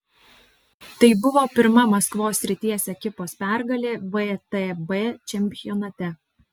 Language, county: Lithuanian, Alytus